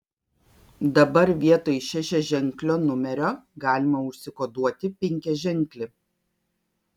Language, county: Lithuanian, Kaunas